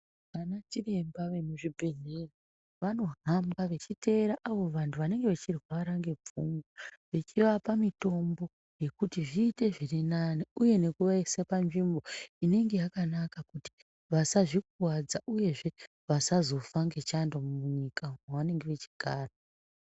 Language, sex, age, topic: Ndau, female, 25-35, health